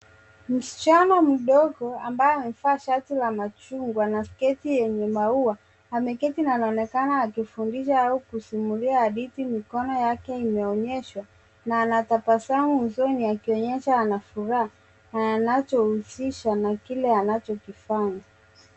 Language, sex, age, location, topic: Swahili, female, 25-35, Nairobi, health